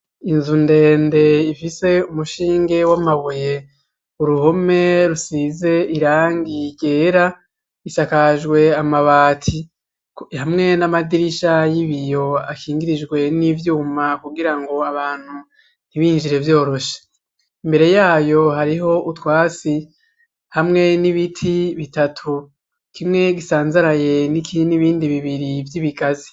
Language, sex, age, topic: Rundi, male, 25-35, education